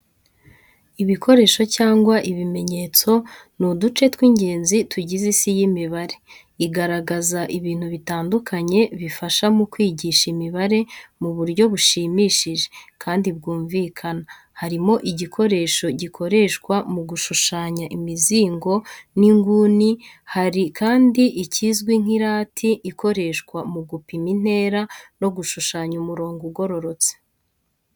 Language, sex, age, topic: Kinyarwanda, female, 25-35, education